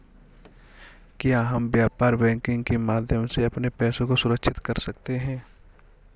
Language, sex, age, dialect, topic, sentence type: Hindi, male, 60-100, Kanauji Braj Bhasha, banking, question